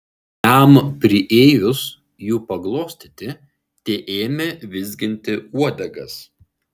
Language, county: Lithuanian, Šiauliai